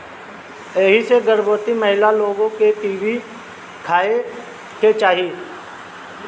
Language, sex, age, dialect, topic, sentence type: Bhojpuri, male, 60-100, Northern, agriculture, statement